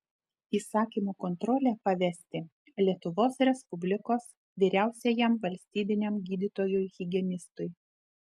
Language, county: Lithuanian, Telšiai